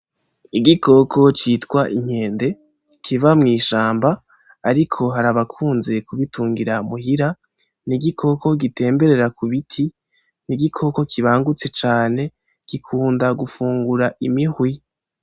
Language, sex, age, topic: Rundi, female, 18-24, agriculture